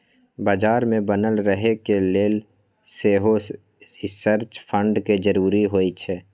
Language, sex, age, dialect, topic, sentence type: Magahi, male, 41-45, Western, banking, statement